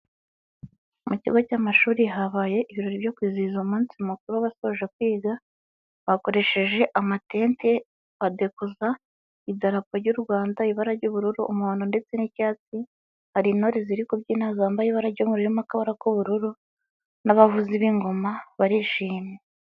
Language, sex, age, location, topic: Kinyarwanda, male, 18-24, Huye, education